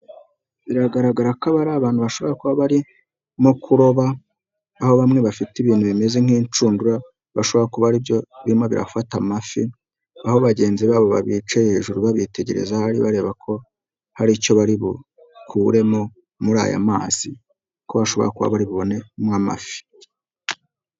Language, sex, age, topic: Kinyarwanda, male, 25-35, agriculture